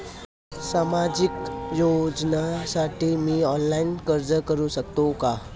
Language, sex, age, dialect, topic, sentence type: Marathi, male, 18-24, Standard Marathi, banking, question